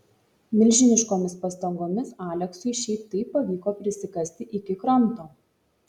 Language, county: Lithuanian, Šiauliai